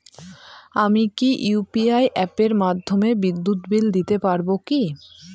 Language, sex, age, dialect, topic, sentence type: Bengali, female, <18, Northern/Varendri, banking, question